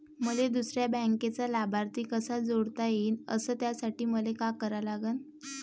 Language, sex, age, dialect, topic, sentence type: Marathi, female, 18-24, Varhadi, banking, question